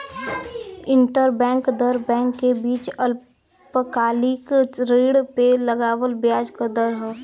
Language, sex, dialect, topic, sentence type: Bhojpuri, female, Western, banking, statement